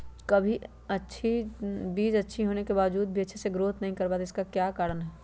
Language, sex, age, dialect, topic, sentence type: Magahi, male, 36-40, Western, agriculture, question